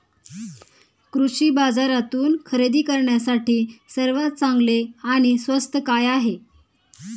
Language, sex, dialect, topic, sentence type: Marathi, female, Standard Marathi, agriculture, question